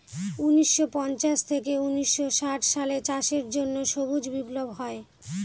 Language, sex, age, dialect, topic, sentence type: Bengali, female, 25-30, Northern/Varendri, agriculture, statement